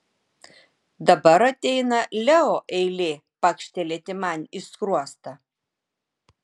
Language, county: Lithuanian, Vilnius